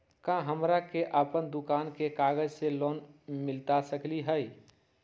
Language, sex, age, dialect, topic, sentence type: Magahi, female, 46-50, Southern, banking, question